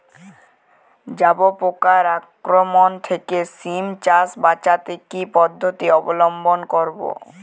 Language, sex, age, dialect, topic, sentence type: Bengali, male, <18, Jharkhandi, agriculture, question